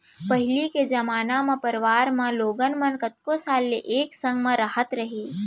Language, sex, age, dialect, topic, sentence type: Chhattisgarhi, female, 18-24, Central, agriculture, statement